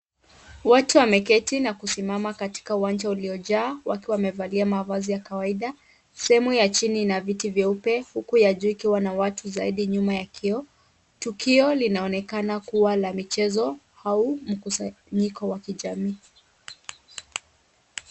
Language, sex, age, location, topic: Swahili, female, 18-24, Kisumu, government